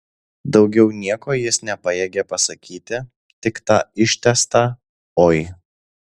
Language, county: Lithuanian, Alytus